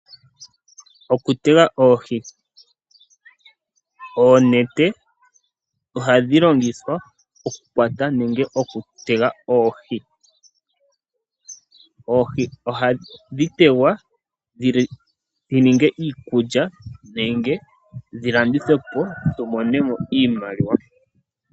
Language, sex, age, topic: Oshiwambo, male, 25-35, agriculture